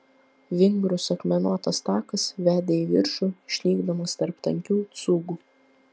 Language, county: Lithuanian, Vilnius